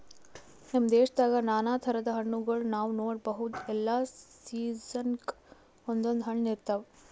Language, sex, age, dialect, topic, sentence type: Kannada, female, 18-24, Northeastern, agriculture, statement